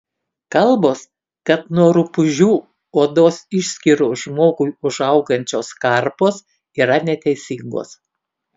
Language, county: Lithuanian, Kaunas